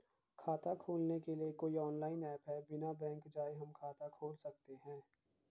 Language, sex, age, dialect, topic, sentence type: Hindi, male, 51-55, Garhwali, banking, question